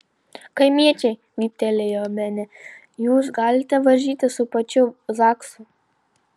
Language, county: Lithuanian, Panevėžys